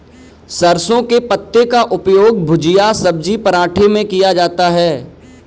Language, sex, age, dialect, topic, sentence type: Hindi, male, 18-24, Kanauji Braj Bhasha, agriculture, statement